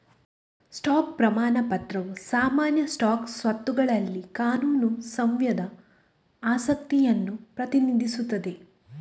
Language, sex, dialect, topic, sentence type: Kannada, female, Coastal/Dakshin, banking, statement